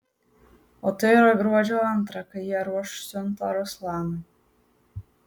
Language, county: Lithuanian, Marijampolė